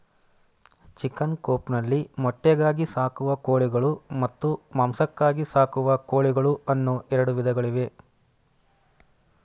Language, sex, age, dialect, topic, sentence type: Kannada, male, 25-30, Mysore Kannada, agriculture, statement